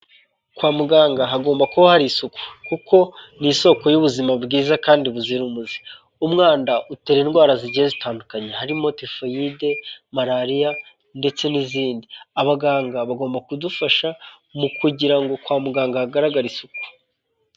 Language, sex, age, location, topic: Kinyarwanda, male, 18-24, Kigali, health